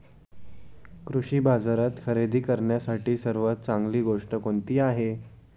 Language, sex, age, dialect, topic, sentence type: Marathi, male, 18-24, Standard Marathi, agriculture, question